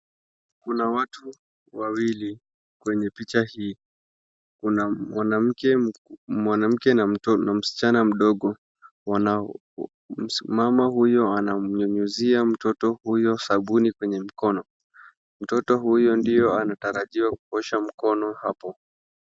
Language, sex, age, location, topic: Swahili, male, 36-49, Wajir, health